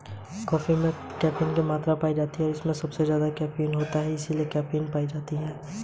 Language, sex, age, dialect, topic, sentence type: Hindi, male, 18-24, Hindustani Malvi Khadi Boli, banking, statement